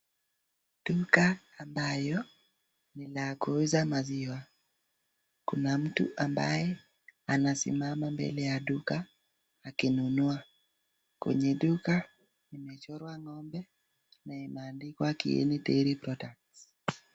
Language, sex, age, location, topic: Swahili, female, 36-49, Nakuru, finance